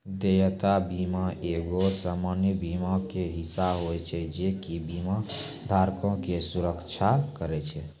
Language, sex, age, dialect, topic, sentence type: Maithili, male, 18-24, Angika, banking, statement